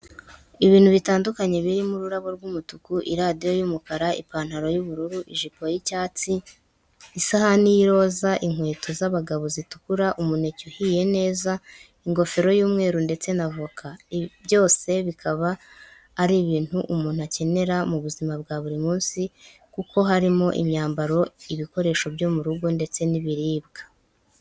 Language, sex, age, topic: Kinyarwanda, male, 18-24, education